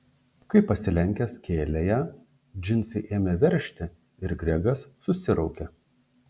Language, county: Lithuanian, Šiauliai